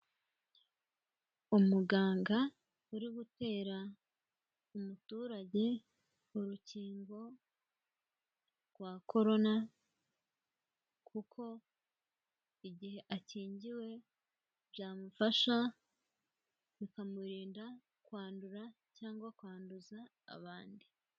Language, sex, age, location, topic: Kinyarwanda, female, 18-24, Kigali, health